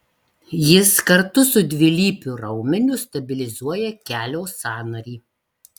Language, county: Lithuanian, Marijampolė